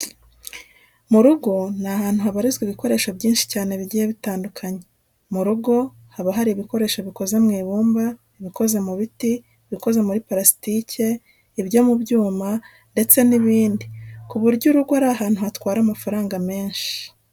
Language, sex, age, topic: Kinyarwanda, female, 36-49, education